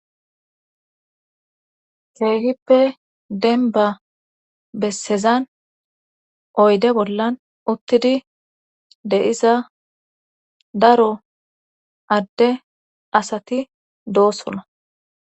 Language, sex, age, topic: Gamo, female, 18-24, government